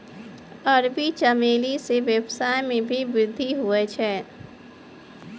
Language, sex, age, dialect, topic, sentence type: Maithili, female, 25-30, Angika, agriculture, statement